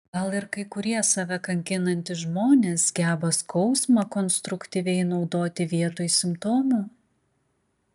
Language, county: Lithuanian, Klaipėda